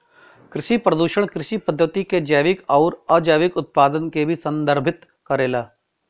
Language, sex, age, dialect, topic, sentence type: Bhojpuri, male, 41-45, Western, agriculture, statement